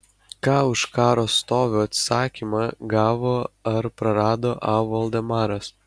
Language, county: Lithuanian, Kaunas